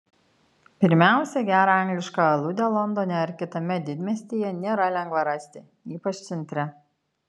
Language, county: Lithuanian, Kaunas